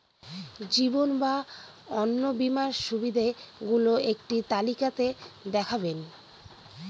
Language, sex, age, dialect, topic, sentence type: Bengali, female, 25-30, Northern/Varendri, banking, question